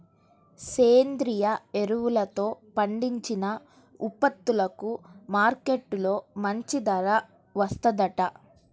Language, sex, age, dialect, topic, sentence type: Telugu, male, 31-35, Central/Coastal, agriculture, statement